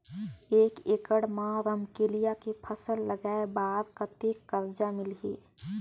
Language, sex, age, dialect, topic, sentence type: Chhattisgarhi, female, 18-24, Northern/Bhandar, agriculture, question